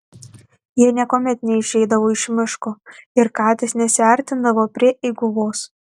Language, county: Lithuanian, Tauragė